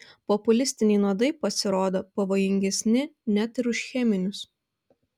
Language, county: Lithuanian, Vilnius